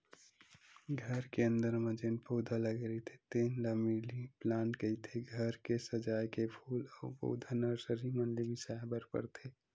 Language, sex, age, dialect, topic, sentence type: Chhattisgarhi, male, 18-24, Western/Budati/Khatahi, agriculture, statement